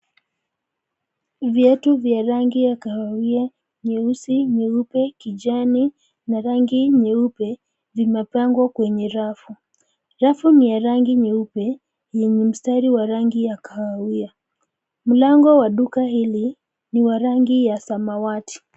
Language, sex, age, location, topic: Swahili, female, 25-35, Nairobi, finance